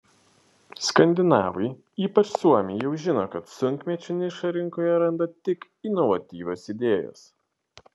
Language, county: Lithuanian, Šiauliai